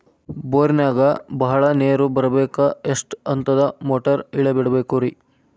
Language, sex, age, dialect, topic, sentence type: Kannada, male, 18-24, Dharwad Kannada, agriculture, question